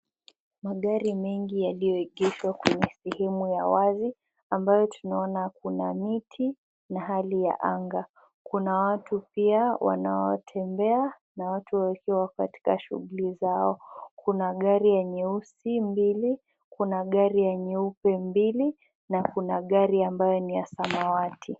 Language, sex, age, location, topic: Swahili, female, 18-24, Nakuru, finance